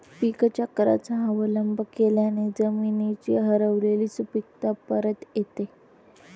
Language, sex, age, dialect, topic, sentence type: Marathi, female, 18-24, Standard Marathi, agriculture, statement